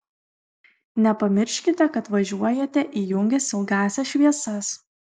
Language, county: Lithuanian, Kaunas